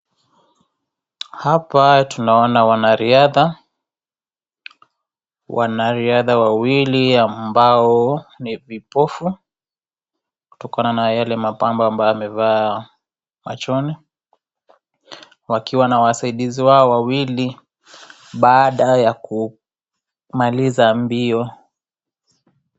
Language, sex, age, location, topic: Swahili, female, 25-35, Kisii, education